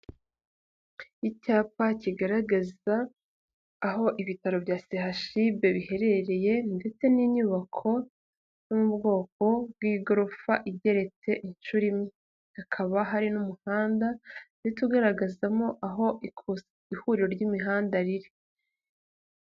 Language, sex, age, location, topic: Kinyarwanda, female, 18-24, Kigali, health